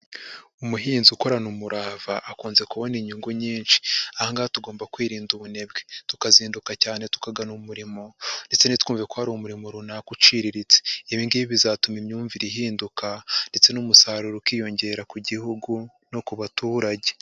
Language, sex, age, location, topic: Kinyarwanda, male, 25-35, Huye, agriculture